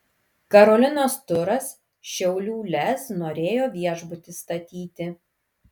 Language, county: Lithuanian, Kaunas